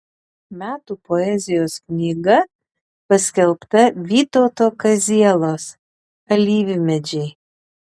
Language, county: Lithuanian, Panevėžys